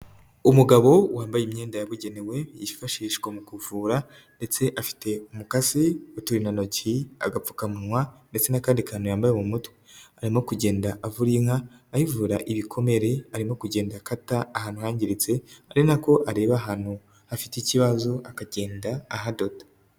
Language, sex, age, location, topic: Kinyarwanda, male, 18-24, Nyagatare, agriculture